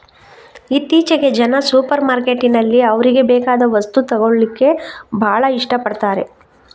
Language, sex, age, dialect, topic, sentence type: Kannada, female, 36-40, Coastal/Dakshin, agriculture, statement